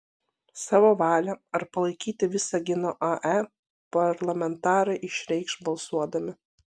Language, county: Lithuanian, Panevėžys